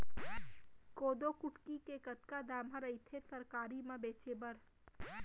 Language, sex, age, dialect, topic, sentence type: Chhattisgarhi, female, 18-24, Central, agriculture, question